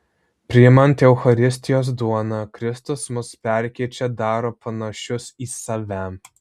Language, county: Lithuanian, Vilnius